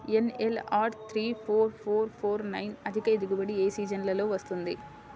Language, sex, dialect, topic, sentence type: Telugu, female, Central/Coastal, agriculture, question